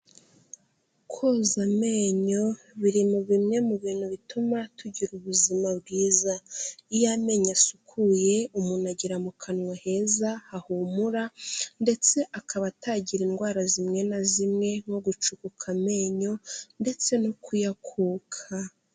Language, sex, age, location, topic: Kinyarwanda, female, 18-24, Kigali, health